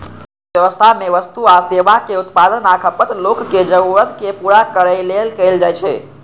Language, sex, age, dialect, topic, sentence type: Maithili, male, 18-24, Eastern / Thethi, banking, statement